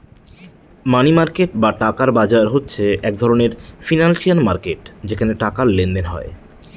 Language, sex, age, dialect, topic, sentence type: Bengali, male, 31-35, Northern/Varendri, banking, statement